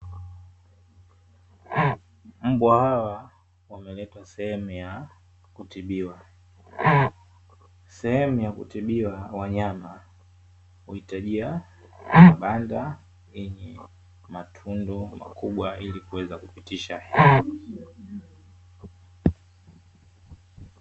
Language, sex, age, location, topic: Swahili, male, 25-35, Dar es Salaam, agriculture